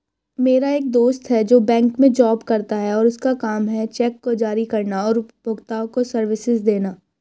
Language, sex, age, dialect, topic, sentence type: Hindi, female, 18-24, Hindustani Malvi Khadi Boli, banking, statement